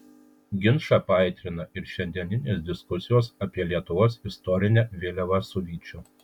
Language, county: Lithuanian, Kaunas